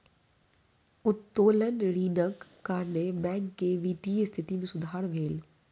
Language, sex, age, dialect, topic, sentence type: Maithili, female, 25-30, Southern/Standard, banking, statement